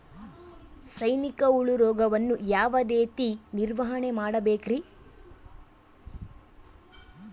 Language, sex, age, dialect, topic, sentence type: Kannada, female, 18-24, Central, agriculture, question